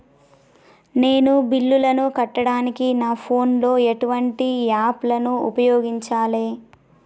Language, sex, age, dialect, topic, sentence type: Telugu, female, 18-24, Telangana, banking, question